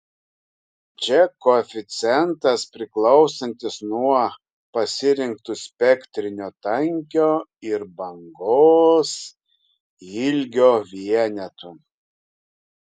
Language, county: Lithuanian, Kaunas